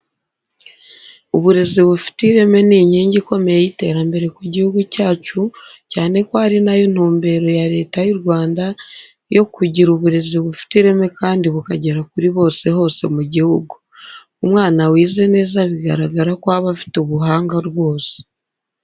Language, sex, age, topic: Kinyarwanda, female, 25-35, education